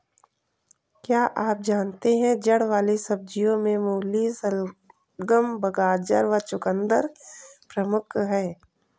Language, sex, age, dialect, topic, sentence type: Hindi, female, 18-24, Kanauji Braj Bhasha, agriculture, statement